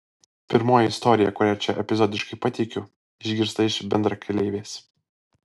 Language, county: Lithuanian, Alytus